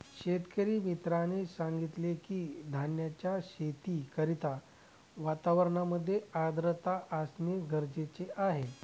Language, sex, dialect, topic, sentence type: Marathi, male, Northern Konkan, agriculture, statement